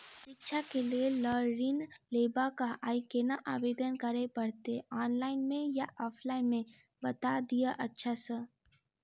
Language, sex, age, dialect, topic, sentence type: Maithili, female, 25-30, Southern/Standard, banking, question